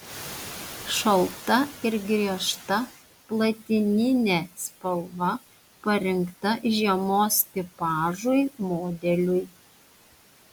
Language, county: Lithuanian, Panevėžys